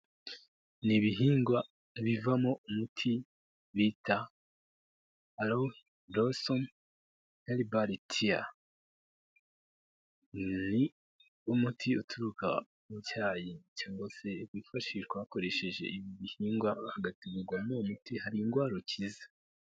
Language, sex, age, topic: Kinyarwanda, male, 18-24, health